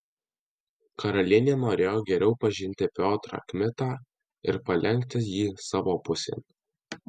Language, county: Lithuanian, Alytus